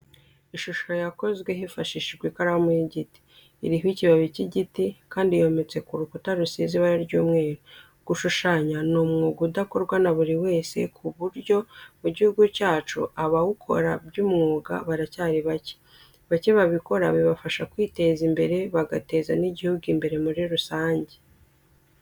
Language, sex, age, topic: Kinyarwanda, female, 25-35, education